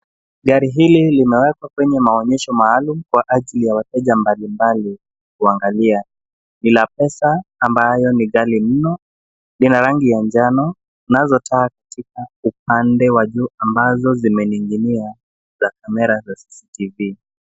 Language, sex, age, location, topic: Swahili, male, 25-35, Nairobi, finance